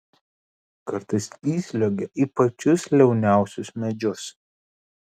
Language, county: Lithuanian, Kaunas